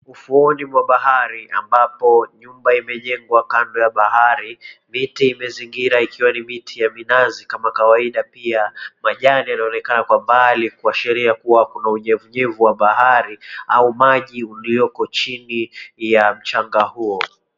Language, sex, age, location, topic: Swahili, male, 25-35, Mombasa, agriculture